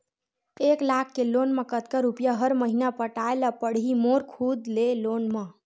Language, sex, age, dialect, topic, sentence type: Chhattisgarhi, female, 60-100, Western/Budati/Khatahi, banking, question